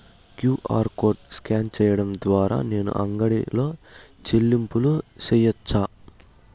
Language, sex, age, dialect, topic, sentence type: Telugu, male, 18-24, Southern, banking, question